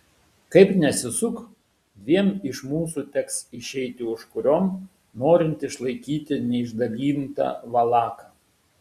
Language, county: Lithuanian, Šiauliai